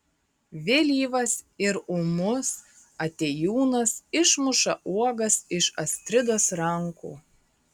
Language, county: Lithuanian, Marijampolė